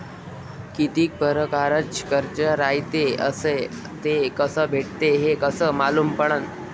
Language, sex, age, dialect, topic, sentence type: Marathi, male, 18-24, Varhadi, banking, question